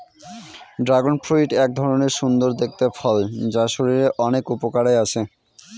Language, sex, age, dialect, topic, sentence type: Bengali, male, 25-30, Northern/Varendri, agriculture, statement